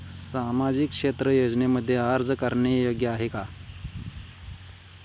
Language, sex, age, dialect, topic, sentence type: Marathi, male, 18-24, Standard Marathi, banking, question